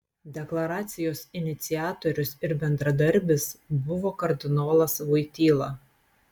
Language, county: Lithuanian, Telšiai